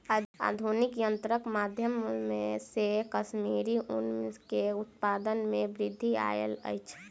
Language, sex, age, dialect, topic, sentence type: Maithili, female, 18-24, Southern/Standard, agriculture, statement